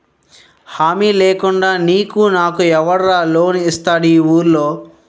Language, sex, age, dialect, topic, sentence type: Telugu, male, 60-100, Utterandhra, banking, statement